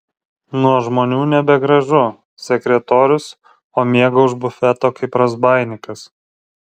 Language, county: Lithuanian, Vilnius